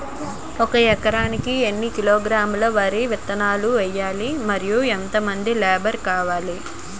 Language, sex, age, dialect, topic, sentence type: Telugu, female, 18-24, Utterandhra, agriculture, question